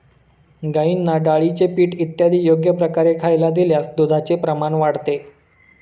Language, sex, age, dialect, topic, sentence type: Marathi, male, 25-30, Standard Marathi, agriculture, statement